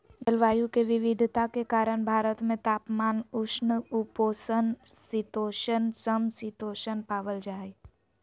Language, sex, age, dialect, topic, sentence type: Magahi, female, 18-24, Southern, agriculture, statement